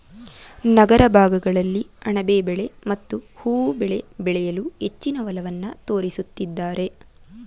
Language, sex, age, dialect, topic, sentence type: Kannada, female, 18-24, Mysore Kannada, agriculture, statement